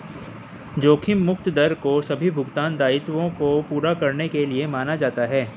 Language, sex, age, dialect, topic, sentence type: Hindi, male, 18-24, Hindustani Malvi Khadi Boli, banking, statement